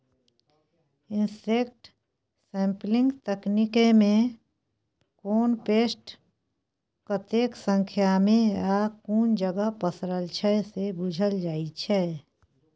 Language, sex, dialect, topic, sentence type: Maithili, female, Bajjika, agriculture, statement